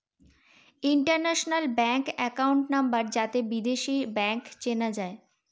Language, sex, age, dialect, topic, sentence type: Bengali, female, 18-24, Northern/Varendri, banking, statement